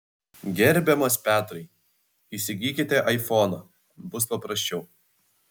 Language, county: Lithuanian, Vilnius